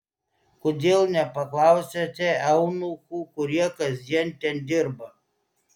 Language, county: Lithuanian, Klaipėda